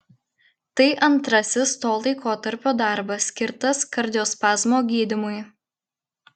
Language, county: Lithuanian, Klaipėda